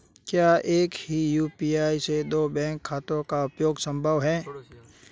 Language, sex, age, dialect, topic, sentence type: Hindi, male, 18-24, Marwari Dhudhari, banking, question